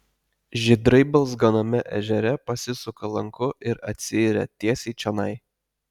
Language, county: Lithuanian, Telšiai